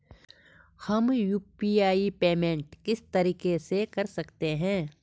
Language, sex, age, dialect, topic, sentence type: Hindi, female, 46-50, Garhwali, banking, question